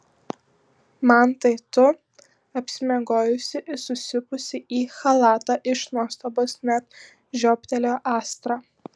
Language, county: Lithuanian, Panevėžys